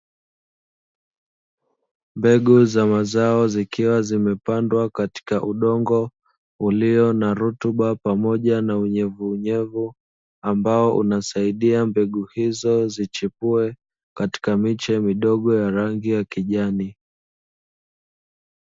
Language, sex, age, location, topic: Swahili, male, 25-35, Dar es Salaam, agriculture